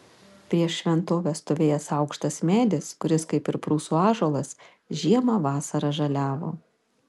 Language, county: Lithuanian, Panevėžys